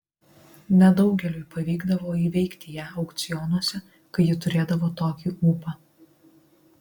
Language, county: Lithuanian, Marijampolė